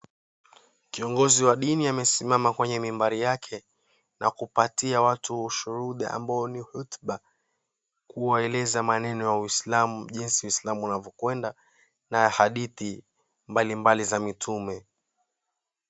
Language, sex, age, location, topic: Swahili, male, 18-24, Mombasa, government